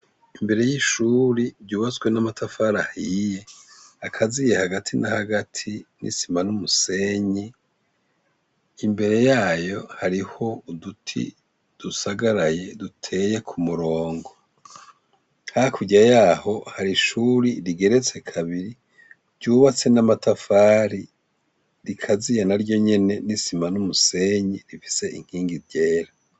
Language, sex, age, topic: Rundi, male, 50+, education